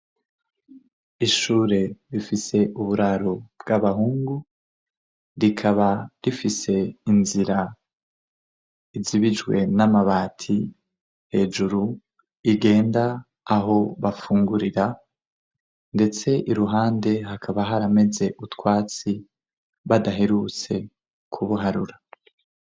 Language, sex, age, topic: Rundi, male, 25-35, education